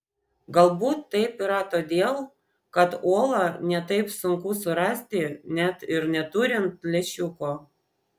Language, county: Lithuanian, Vilnius